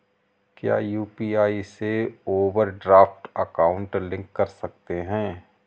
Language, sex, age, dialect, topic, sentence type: Hindi, male, 31-35, Awadhi Bundeli, banking, question